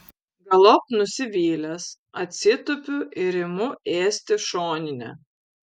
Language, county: Lithuanian, Vilnius